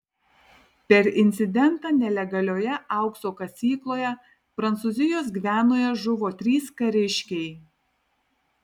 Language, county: Lithuanian, Tauragė